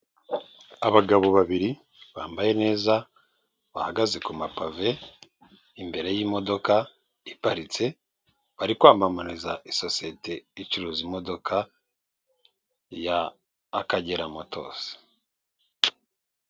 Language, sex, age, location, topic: Kinyarwanda, male, 36-49, Kigali, finance